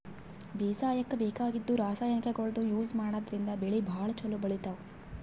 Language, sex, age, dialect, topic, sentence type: Kannada, female, 51-55, Northeastern, agriculture, statement